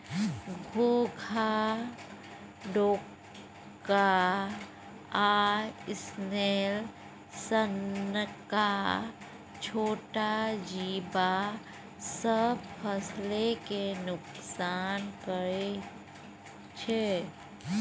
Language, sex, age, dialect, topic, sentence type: Maithili, female, 36-40, Bajjika, agriculture, statement